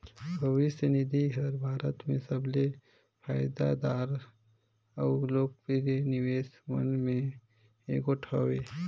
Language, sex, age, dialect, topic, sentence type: Chhattisgarhi, male, 18-24, Northern/Bhandar, banking, statement